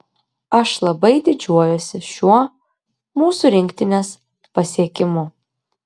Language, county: Lithuanian, Klaipėda